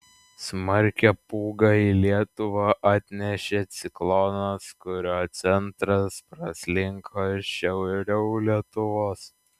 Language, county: Lithuanian, Klaipėda